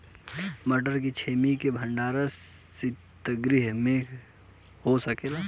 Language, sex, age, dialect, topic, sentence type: Bhojpuri, male, 18-24, Western, agriculture, question